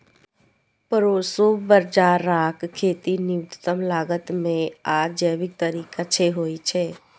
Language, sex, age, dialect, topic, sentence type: Maithili, female, 18-24, Eastern / Thethi, agriculture, statement